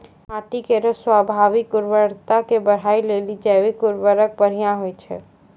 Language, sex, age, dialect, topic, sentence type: Maithili, female, 60-100, Angika, agriculture, statement